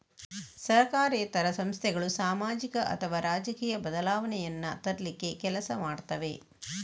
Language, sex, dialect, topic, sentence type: Kannada, female, Coastal/Dakshin, banking, statement